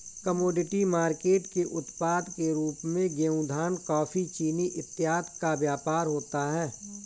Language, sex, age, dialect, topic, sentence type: Hindi, male, 41-45, Awadhi Bundeli, banking, statement